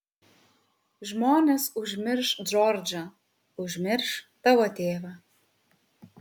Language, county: Lithuanian, Kaunas